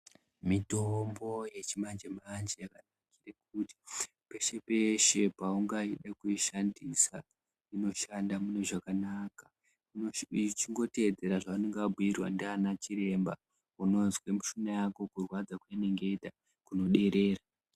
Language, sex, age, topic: Ndau, male, 18-24, health